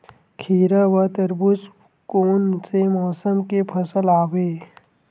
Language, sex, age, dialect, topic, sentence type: Chhattisgarhi, male, 18-24, Western/Budati/Khatahi, agriculture, question